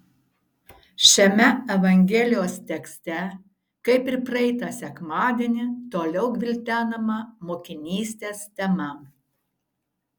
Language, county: Lithuanian, Šiauliai